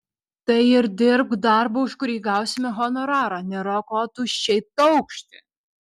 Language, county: Lithuanian, Vilnius